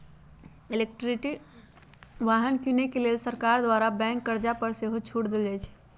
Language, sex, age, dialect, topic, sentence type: Magahi, female, 31-35, Western, banking, statement